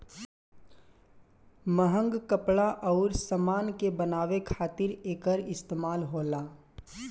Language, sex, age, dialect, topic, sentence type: Bhojpuri, male, 18-24, Southern / Standard, agriculture, statement